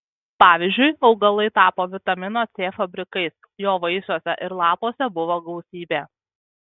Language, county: Lithuanian, Kaunas